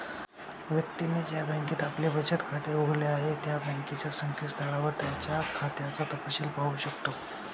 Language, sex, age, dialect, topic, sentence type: Marathi, male, 25-30, Northern Konkan, banking, statement